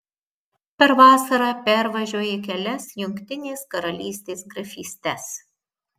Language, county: Lithuanian, Marijampolė